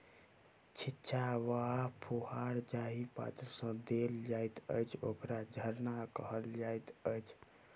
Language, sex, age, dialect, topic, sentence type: Maithili, male, 18-24, Southern/Standard, agriculture, statement